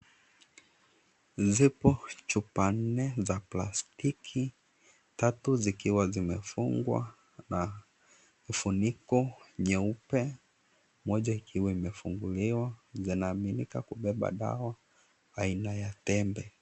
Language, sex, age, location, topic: Swahili, male, 25-35, Kisii, health